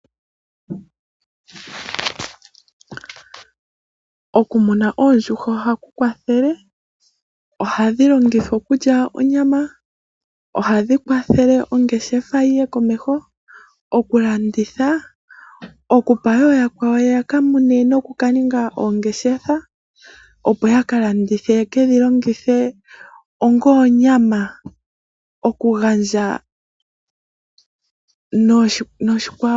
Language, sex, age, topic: Oshiwambo, female, 25-35, agriculture